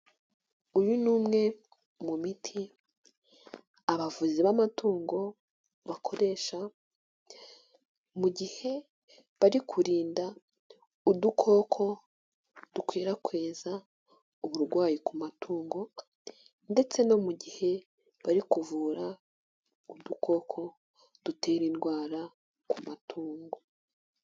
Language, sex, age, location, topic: Kinyarwanda, female, 18-24, Nyagatare, agriculture